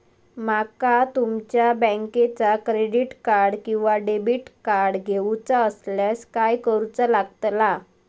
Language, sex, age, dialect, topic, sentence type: Marathi, female, 18-24, Southern Konkan, banking, question